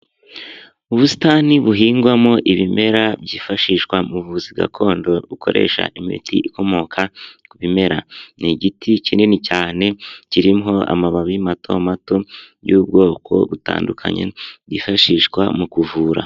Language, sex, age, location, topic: Kinyarwanda, male, 18-24, Huye, health